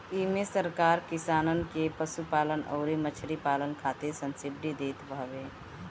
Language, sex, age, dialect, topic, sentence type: Bhojpuri, female, 18-24, Northern, agriculture, statement